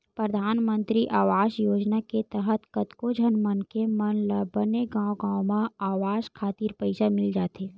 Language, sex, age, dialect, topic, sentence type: Chhattisgarhi, male, 18-24, Western/Budati/Khatahi, banking, statement